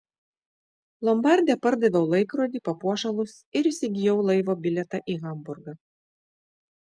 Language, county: Lithuanian, Šiauliai